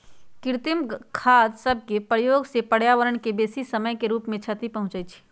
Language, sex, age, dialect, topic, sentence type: Magahi, female, 56-60, Western, agriculture, statement